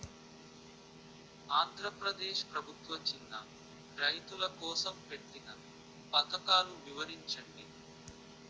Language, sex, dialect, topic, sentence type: Telugu, male, Utterandhra, agriculture, question